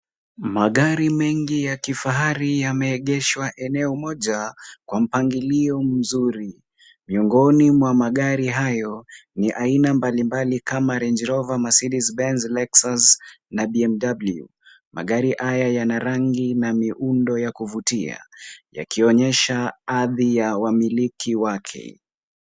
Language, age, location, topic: Swahili, 18-24, Kisumu, finance